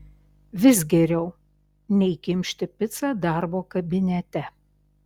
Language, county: Lithuanian, Šiauliai